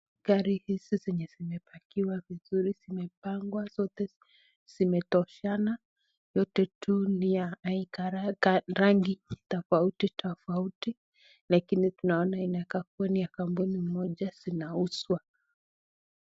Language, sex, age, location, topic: Swahili, female, 25-35, Nakuru, finance